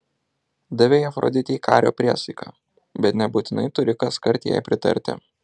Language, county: Lithuanian, Alytus